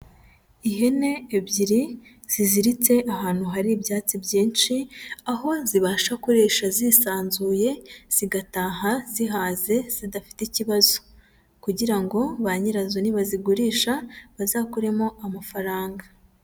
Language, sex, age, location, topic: Kinyarwanda, female, 25-35, Huye, agriculture